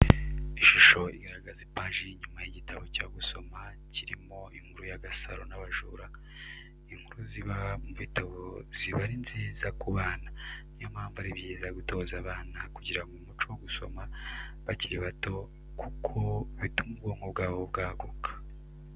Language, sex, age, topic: Kinyarwanda, male, 25-35, education